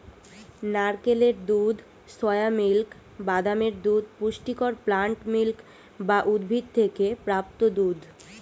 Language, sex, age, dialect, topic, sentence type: Bengali, female, 18-24, Standard Colloquial, agriculture, statement